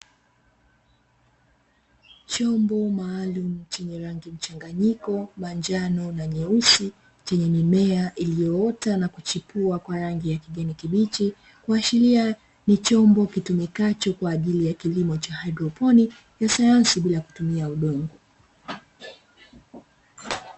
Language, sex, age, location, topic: Swahili, female, 25-35, Dar es Salaam, agriculture